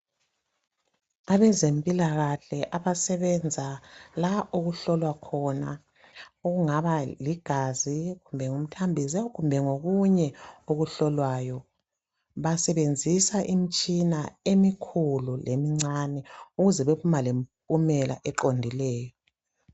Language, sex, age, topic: North Ndebele, male, 36-49, health